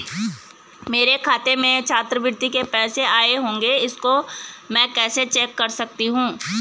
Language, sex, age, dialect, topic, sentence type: Hindi, female, 31-35, Garhwali, banking, question